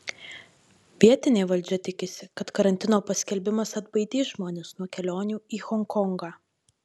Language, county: Lithuanian, Marijampolė